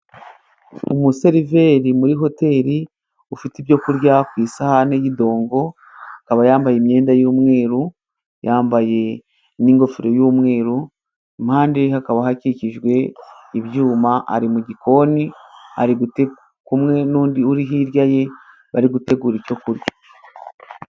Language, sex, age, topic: Kinyarwanda, female, 36-49, education